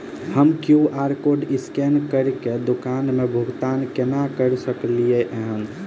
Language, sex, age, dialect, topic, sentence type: Maithili, male, 25-30, Southern/Standard, banking, question